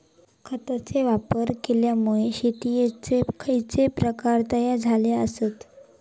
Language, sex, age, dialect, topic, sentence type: Marathi, female, 25-30, Southern Konkan, agriculture, question